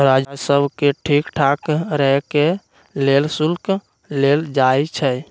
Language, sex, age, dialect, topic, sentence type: Magahi, male, 60-100, Western, banking, statement